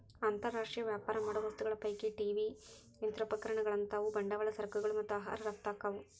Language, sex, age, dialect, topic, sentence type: Kannada, female, 18-24, Dharwad Kannada, banking, statement